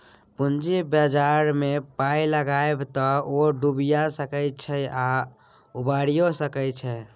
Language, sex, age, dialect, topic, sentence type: Maithili, male, 31-35, Bajjika, banking, statement